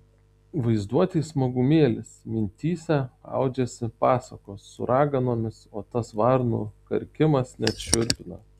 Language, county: Lithuanian, Tauragė